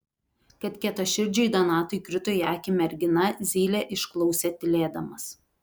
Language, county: Lithuanian, Telšiai